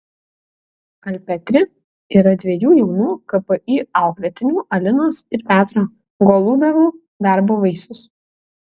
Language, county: Lithuanian, Kaunas